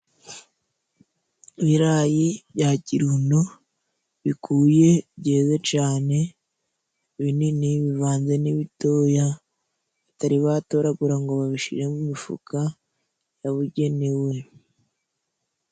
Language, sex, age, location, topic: Kinyarwanda, female, 25-35, Musanze, agriculture